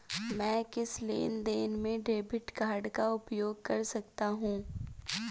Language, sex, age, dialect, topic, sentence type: Hindi, female, 46-50, Marwari Dhudhari, banking, question